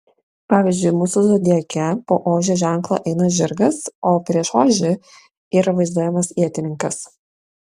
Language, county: Lithuanian, Šiauliai